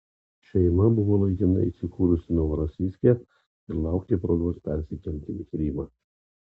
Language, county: Lithuanian, Kaunas